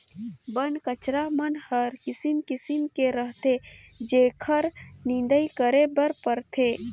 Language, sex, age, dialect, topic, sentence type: Chhattisgarhi, female, 18-24, Northern/Bhandar, agriculture, statement